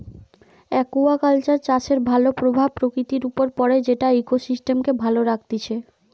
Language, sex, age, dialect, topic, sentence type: Bengali, female, 25-30, Western, agriculture, statement